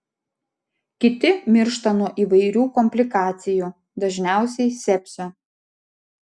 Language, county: Lithuanian, Vilnius